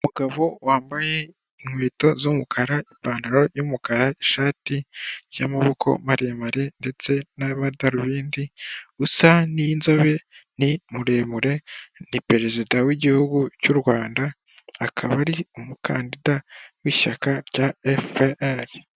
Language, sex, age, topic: Kinyarwanda, male, 18-24, government